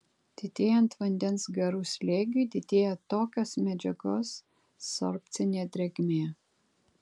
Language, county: Lithuanian, Kaunas